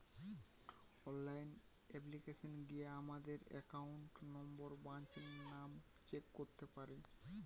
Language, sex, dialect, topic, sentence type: Bengali, male, Western, banking, statement